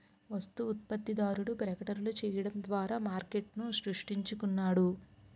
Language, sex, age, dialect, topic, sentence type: Telugu, female, 18-24, Utterandhra, banking, statement